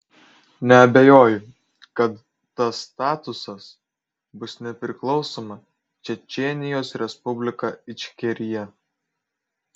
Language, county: Lithuanian, Kaunas